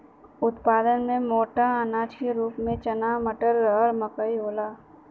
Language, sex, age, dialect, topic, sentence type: Bhojpuri, female, 18-24, Western, agriculture, statement